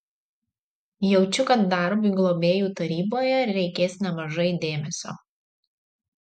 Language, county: Lithuanian, Marijampolė